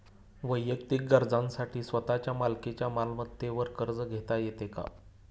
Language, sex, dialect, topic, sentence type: Marathi, male, Standard Marathi, banking, question